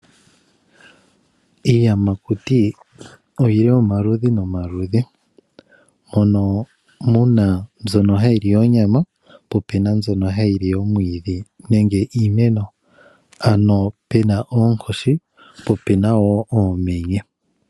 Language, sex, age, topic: Oshiwambo, male, 25-35, agriculture